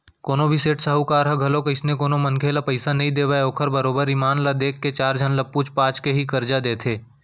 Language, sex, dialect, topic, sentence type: Chhattisgarhi, male, Central, banking, statement